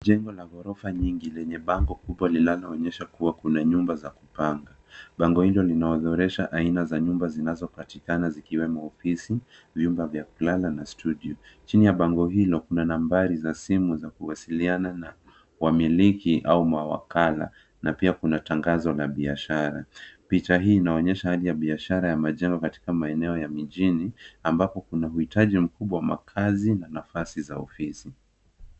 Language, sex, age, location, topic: Swahili, male, 25-35, Nairobi, finance